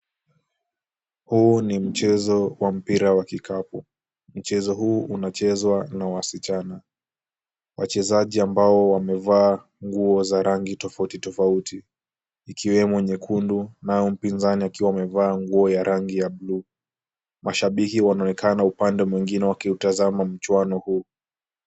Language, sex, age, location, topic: Swahili, male, 18-24, Kisumu, government